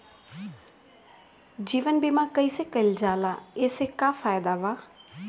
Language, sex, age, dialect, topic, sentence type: Bhojpuri, female, 60-100, Northern, banking, question